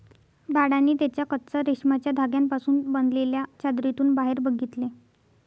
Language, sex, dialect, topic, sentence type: Marathi, female, Northern Konkan, agriculture, statement